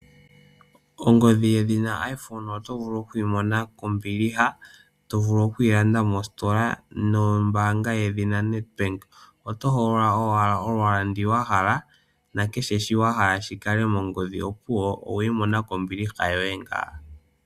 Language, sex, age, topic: Oshiwambo, male, 18-24, finance